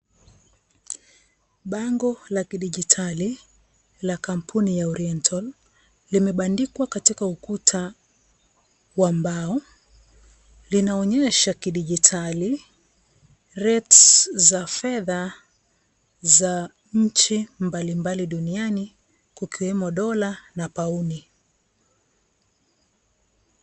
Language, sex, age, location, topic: Swahili, female, 36-49, Kisii, finance